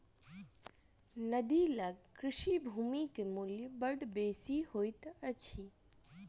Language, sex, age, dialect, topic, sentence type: Maithili, female, 18-24, Southern/Standard, agriculture, statement